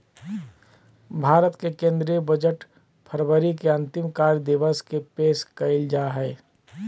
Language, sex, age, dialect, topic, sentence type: Magahi, male, 31-35, Southern, banking, statement